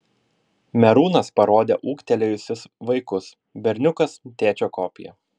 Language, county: Lithuanian, Vilnius